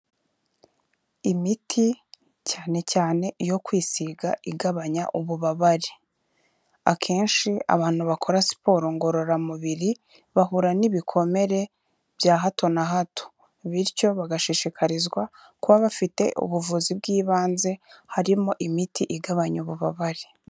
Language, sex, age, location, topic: Kinyarwanda, female, 25-35, Kigali, health